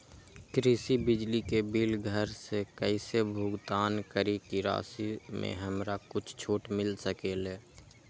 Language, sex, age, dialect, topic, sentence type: Magahi, male, 18-24, Western, banking, question